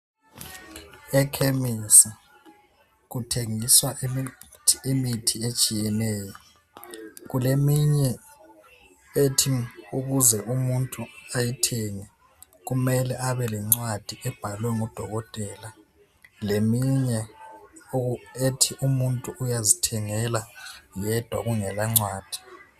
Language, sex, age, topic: North Ndebele, male, 25-35, health